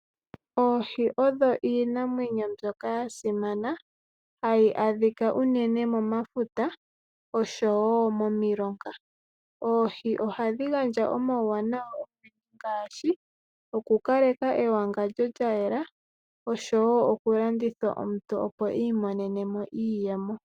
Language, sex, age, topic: Oshiwambo, female, 18-24, agriculture